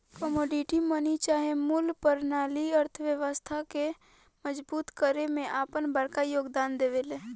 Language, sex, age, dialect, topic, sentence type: Bhojpuri, female, 18-24, Southern / Standard, banking, statement